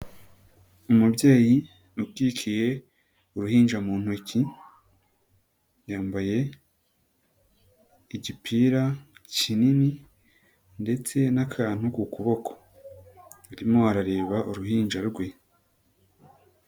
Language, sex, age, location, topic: Kinyarwanda, male, 25-35, Nyagatare, health